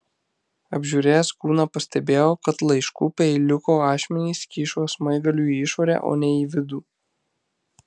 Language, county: Lithuanian, Marijampolė